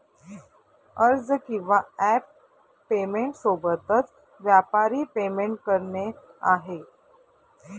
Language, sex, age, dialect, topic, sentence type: Marathi, female, 31-35, Northern Konkan, banking, statement